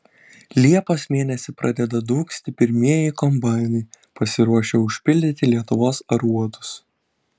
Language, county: Lithuanian, Kaunas